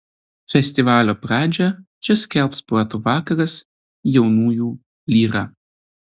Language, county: Lithuanian, Telšiai